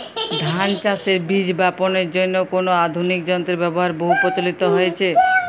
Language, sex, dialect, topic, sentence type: Bengali, female, Jharkhandi, agriculture, question